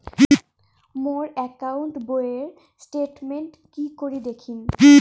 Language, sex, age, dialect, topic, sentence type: Bengali, female, 18-24, Rajbangshi, banking, question